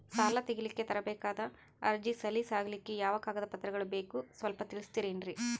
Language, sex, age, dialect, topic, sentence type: Kannada, male, 25-30, Northeastern, banking, question